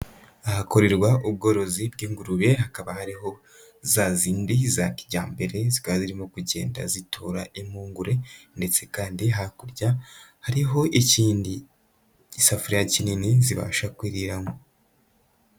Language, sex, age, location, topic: Kinyarwanda, male, 18-24, Kigali, agriculture